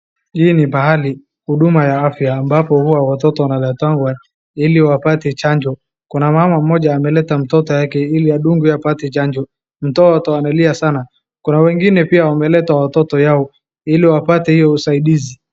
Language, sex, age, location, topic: Swahili, male, 36-49, Wajir, health